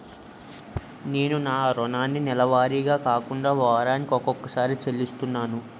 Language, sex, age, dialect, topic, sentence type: Telugu, male, 18-24, Utterandhra, banking, statement